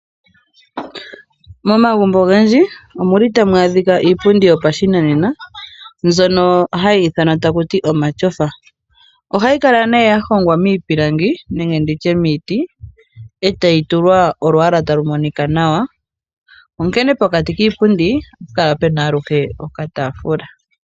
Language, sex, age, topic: Oshiwambo, female, 25-35, finance